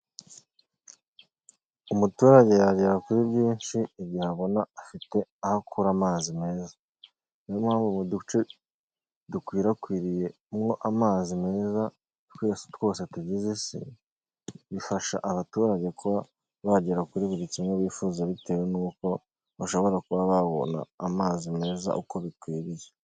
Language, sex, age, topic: Kinyarwanda, male, 25-35, health